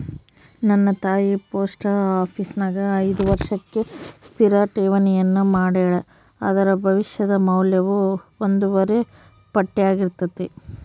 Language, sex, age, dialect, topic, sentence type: Kannada, female, 25-30, Central, banking, statement